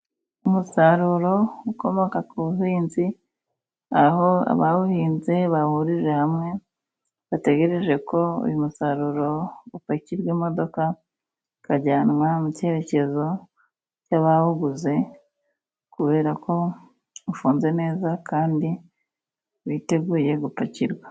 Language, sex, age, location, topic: Kinyarwanda, female, 25-35, Musanze, agriculture